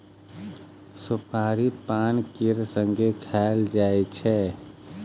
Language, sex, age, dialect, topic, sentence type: Maithili, male, 36-40, Bajjika, agriculture, statement